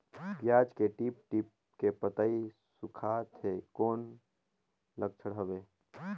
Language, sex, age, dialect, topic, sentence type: Chhattisgarhi, male, 18-24, Northern/Bhandar, agriculture, question